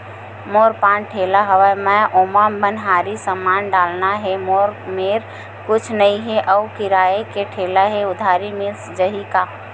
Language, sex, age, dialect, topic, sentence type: Chhattisgarhi, female, 18-24, Western/Budati/Khatahi, banking, question